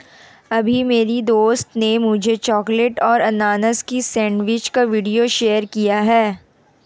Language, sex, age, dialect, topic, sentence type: Hindi, female, 18-24, Marwari Dhudhari, agriculture, statement